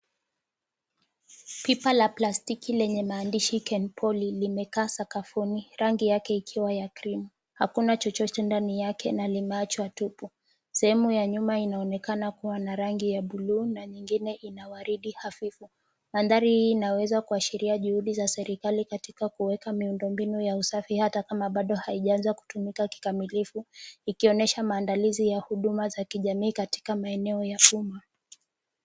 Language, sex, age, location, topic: Swahili, female, 18-24, Kisumu, government